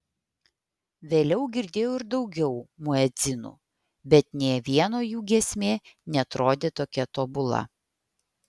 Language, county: Lithuanian, Vilnius